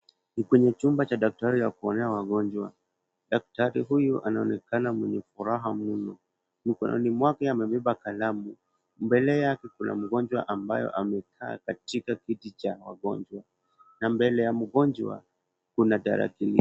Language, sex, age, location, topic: Swahili, male, 18-24, Kisumu, health